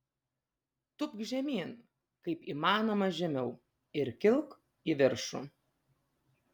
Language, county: Lithuanian, Vilnius